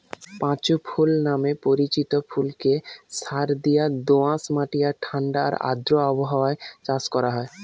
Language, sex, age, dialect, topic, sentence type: Bengali, male, 18-24, Western, agriculture, statement